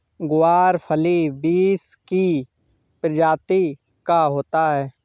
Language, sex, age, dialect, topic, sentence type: Hindi, male, 25-30, Awadhi Bundeli, agriculture, statement